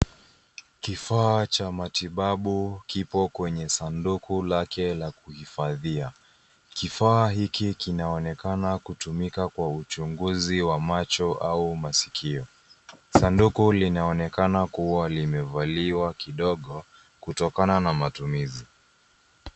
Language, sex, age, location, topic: Swahili, male, 25-35, Nairobi, health